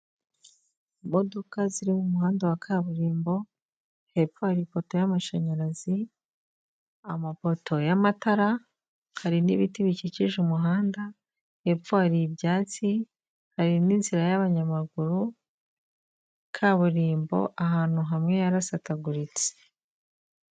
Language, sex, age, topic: Kinyarwanda, female, 25-35, government